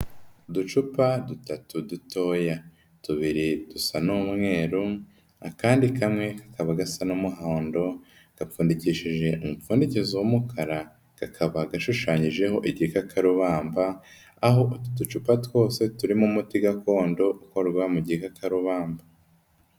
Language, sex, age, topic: Kinyarwanda, female, 18-24, health